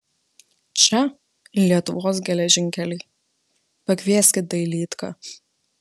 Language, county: Lithuanian, Vilnius